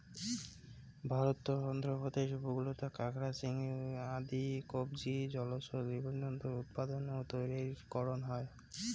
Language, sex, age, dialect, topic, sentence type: Bengali, male, 18-24, Rajbangshi, agriculture, statement